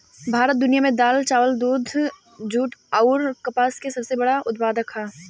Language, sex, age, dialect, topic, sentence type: Bhojpuri, female, 25-30, Southern / Standard, agriculture, statement